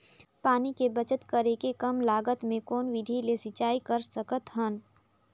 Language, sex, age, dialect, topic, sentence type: Chhattisgarhi, female, 18-24, Northern/Bhandar, agriculture, question